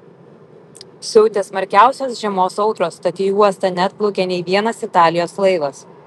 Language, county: Lithuanian, Vilnius